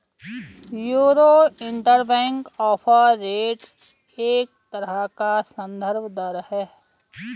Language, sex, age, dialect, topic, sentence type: Hindi, female, 41-45, Garhwali, banking, statement